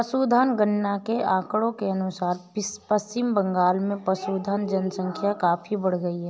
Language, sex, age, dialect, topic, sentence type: Hindi, female, 31-35, Awadhi Bundeli, agriculture, statement